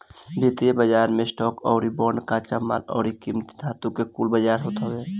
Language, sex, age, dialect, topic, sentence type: Bhojpuri, female, 18-24, Northern, banking, statement